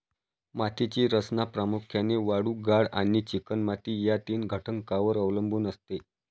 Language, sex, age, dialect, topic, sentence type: Marathi, male, 31-35, Varhadi, agriculture, statement